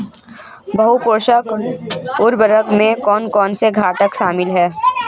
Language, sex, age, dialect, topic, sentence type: Hindi, female, 25-30, Marwari Dhudhari, agriculture, statement